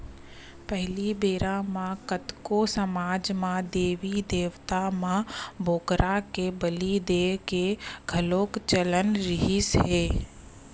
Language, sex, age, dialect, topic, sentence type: Chhattisgarhi, female, 25-30, Western/Budati/Khatahi, agriculture, statement